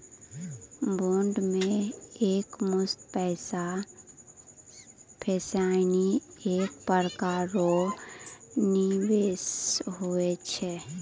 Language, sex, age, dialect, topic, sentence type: Maithili, female, 18-24, Angika, banking, statement